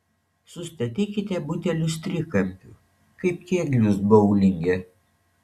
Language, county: Lithuanian, Šiauliai